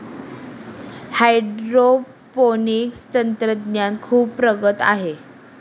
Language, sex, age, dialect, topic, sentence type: Marathi, female, 18-24, Northern Konkan, agriculture, statement